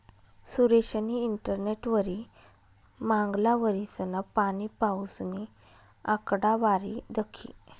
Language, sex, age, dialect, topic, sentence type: Marathi, female, 25-30, Northern Konkan, banking, statement